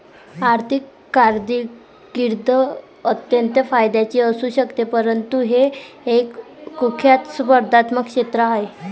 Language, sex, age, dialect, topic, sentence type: Marathi, female, 18-24, Varhadi, banking, statement